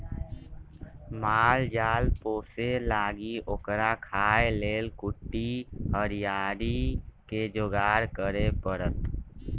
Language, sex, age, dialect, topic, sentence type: Magahi, male, 41-45, Western, agriculture, statement